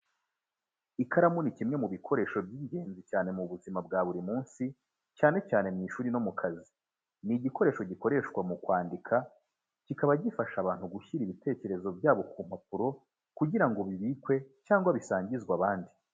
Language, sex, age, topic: Kinyarwanda, male, 25-35, education